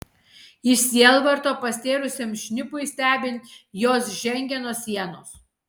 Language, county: Lithuanian, Kaunas